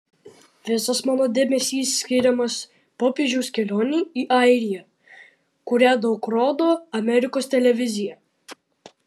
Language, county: Lithuanian, Vilnius